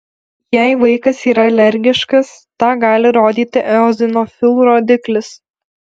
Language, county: Lithuanian, Alytus